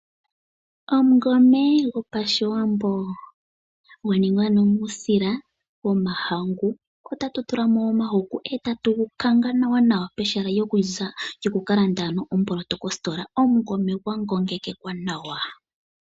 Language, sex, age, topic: Oshiwambo, female, 25-35, agriculture